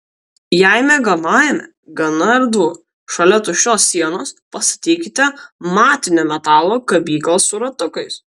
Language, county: Lithuanian, Kaunas